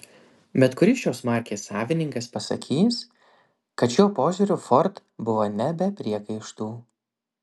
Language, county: Lithuanian, Vilnius